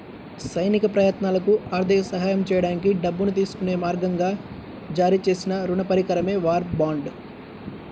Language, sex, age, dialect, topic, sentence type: Telugu, male, 18-24, Central/Coastal, banking, statement